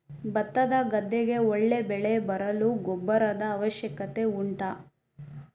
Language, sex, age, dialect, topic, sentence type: Kannada, female, 18-24, Coastal/Dakshin, agriculture, question